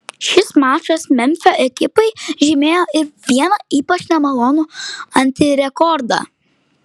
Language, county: Lithuanian, Klaipėda